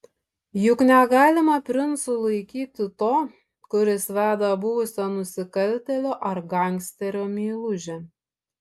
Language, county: Lithuanian, Šiauliai